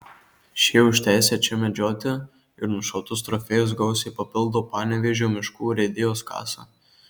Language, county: Lithuanian, Marijampolė